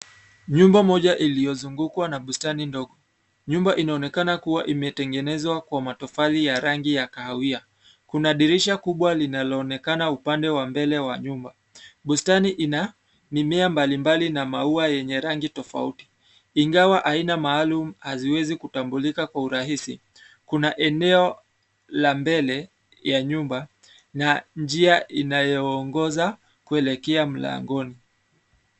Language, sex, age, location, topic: Swahili, male, 25-35, Nairobi, finance